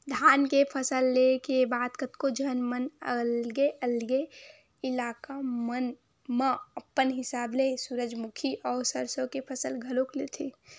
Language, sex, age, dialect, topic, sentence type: Chhattisgarhi, male, 18-24, Western/Budati/Khatahi, agriculture, statement